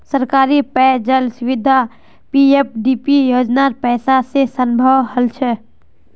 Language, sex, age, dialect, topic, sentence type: Magahi, female, 18-24, Northeastern/Surjapuri, banking, statement